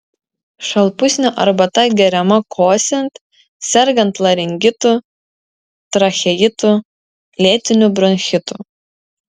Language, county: Lithuanian, Vilnius